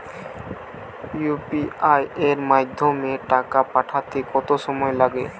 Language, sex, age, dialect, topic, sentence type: Bengali, male, 18-24, Western, banking, question